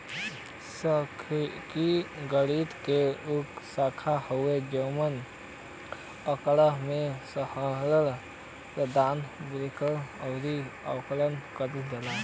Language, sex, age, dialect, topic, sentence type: Bhojpuri, male, 18-24, Western, banking, statement